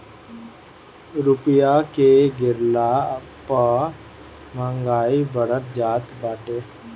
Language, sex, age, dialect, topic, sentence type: Bhojpuri, male, 31-35, Northern, banking, statement